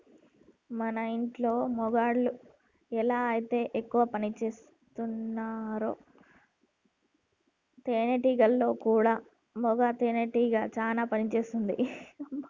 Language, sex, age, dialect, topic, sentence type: Telugu, female, 18-24, Telangana, agriculture, statement